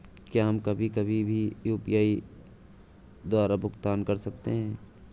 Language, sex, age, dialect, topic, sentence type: Hindi, male, 18-24, Awadhi Bundeli, banking, question